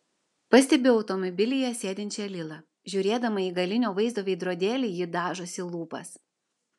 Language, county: Lithuanian, Vilnius